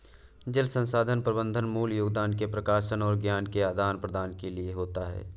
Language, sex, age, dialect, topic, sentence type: Hindi, male, 18-24, Awadhi Bundeli, agriculture, statement